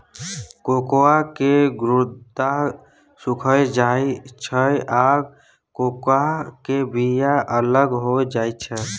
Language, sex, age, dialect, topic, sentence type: Maithili, male, 18-24, Bajjika, agriculture, statement